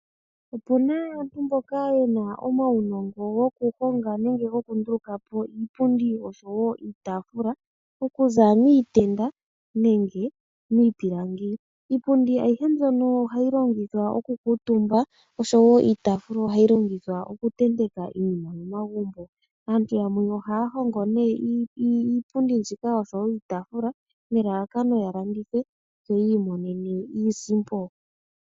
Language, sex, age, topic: Oshiwambo, male, 25-35, finance